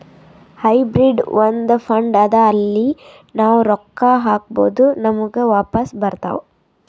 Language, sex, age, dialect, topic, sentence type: Kannada, female, 18-24, Northeastern, banking, statement